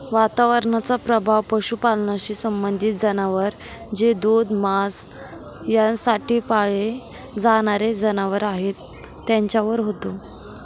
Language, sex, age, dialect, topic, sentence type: Marathi, female, 18-24, Northern Konkan, agriculture, statement